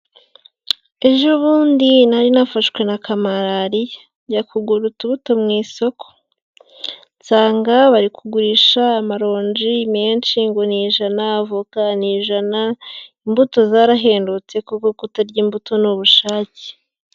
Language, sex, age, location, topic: Kinyarwanda, female, 18-24, Huye, finance